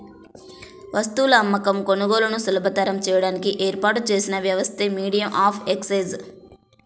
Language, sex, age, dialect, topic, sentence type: Telugu, female, 18-24, Central/Coastal, banking, statement